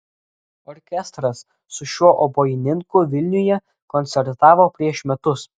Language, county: Lithuanian, Klaipėda